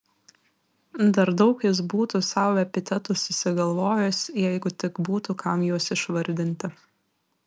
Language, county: Lithuanian, Vilnius